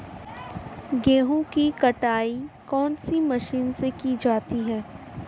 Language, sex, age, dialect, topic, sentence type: Hindi, female, 18-24, Marwari Dhudhari, agriculture, question